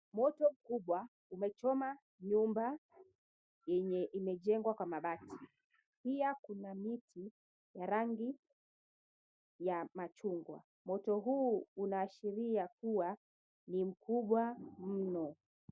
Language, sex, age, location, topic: Swahili, female, 25-35, Mombasa, health